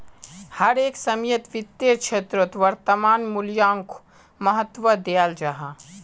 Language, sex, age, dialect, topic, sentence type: Magahi, male, 18-24, Northeastern/Surjapuri, banking, statement